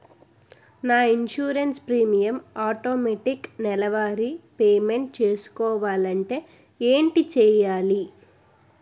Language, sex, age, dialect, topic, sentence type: Telugu, female, 18-24, Utterandhra, banking, question